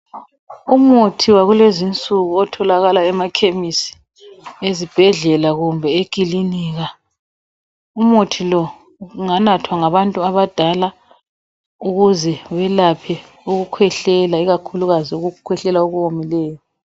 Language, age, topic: North Ndebele, 36-49, health